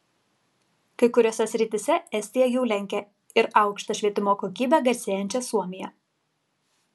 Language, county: Lithuanian, Kaunas